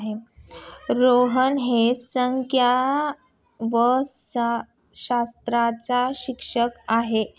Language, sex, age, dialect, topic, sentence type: Marathi, female, 25-30, Standard Marathi, banking, statement